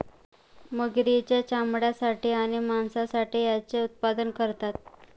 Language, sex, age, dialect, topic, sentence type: Marathi, female, 25-30, Standard Marathi, agriculture, statement